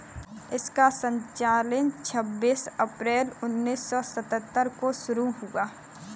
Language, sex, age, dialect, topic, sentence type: Hindi, female, 25-30, Kanauji Braj Bhasha, banking, statement